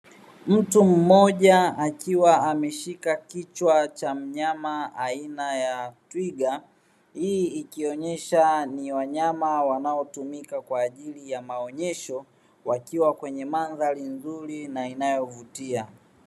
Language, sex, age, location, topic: Swahili, male, 36-49, Dar es Salaam, agriculture